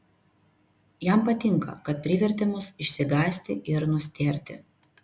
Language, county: Lithuanian, Vilnius